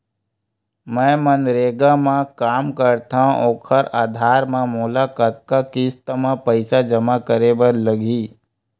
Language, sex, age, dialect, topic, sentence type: Chhattisgarhi, male, 25-30, Western/Budati/Khatahi, banking, question